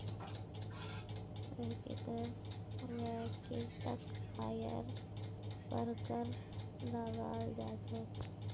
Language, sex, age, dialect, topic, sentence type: Magahi, female, 56-60, Northeastern/Surjapuri, banking, statement